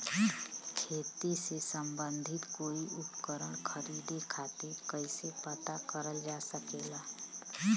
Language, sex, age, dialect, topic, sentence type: Bhojpuri, female, 31-35, Western, agriculture, question